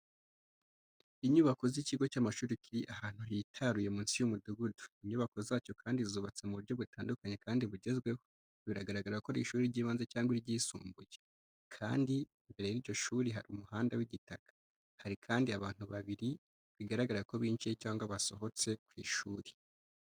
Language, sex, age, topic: Kinyarwanda, male, 25-35, education